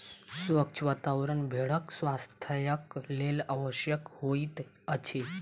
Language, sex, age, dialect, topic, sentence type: Maithili, female, 18-24, Southern/Standard, agriculture, statement